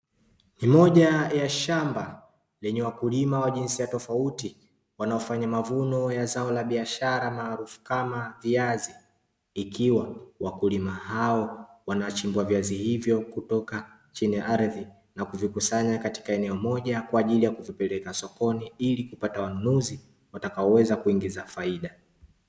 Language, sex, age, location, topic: Swahili, male, 25-35, Dar es Salaam, agriculture